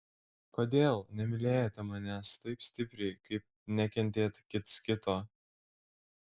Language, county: Lithuanian, Šiauliai